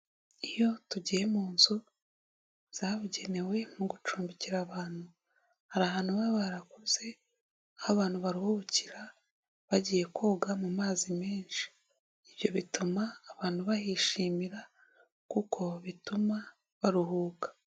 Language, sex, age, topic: Kinyarwanda, female, 18-24, finance